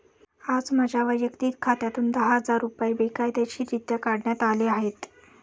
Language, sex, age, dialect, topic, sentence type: Marathi, female, 31-35, Standard Marathi, banking, statement